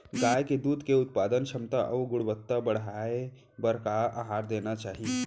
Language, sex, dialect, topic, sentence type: Chhattisgarhi, male, Central, agriculture, question